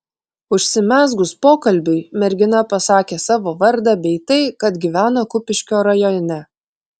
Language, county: Lithuanian, Klaipėda